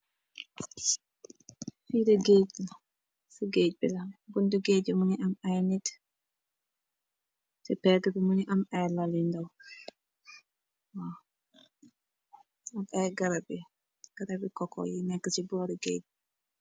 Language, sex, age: Wolof, female, 18-24